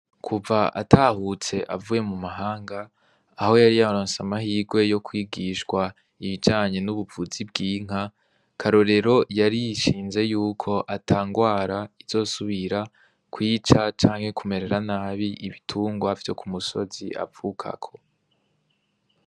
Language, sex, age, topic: Rundi, male, 18-24, agriculture